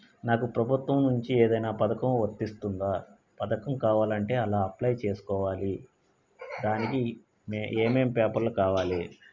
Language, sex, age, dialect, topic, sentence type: Telugu, male, 36-40, Telangana, banking, question